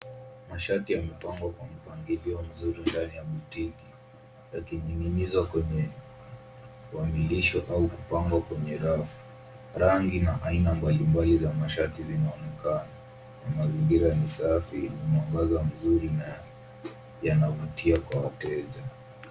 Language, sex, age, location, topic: Swahili, male, 18-24, Nairobi, finance